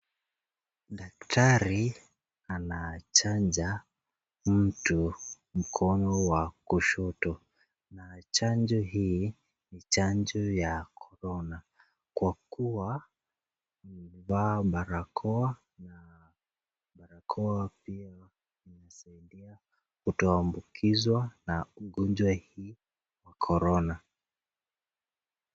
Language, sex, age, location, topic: Swahili, male, 18-24, Nakuru, health